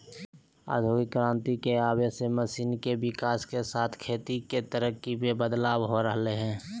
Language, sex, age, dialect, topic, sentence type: Magahi, male, 18-24, Southern, agriculture, statement